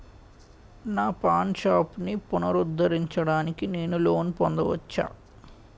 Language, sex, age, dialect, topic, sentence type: Telugu, male, 18-24, Utterandhra, banking, question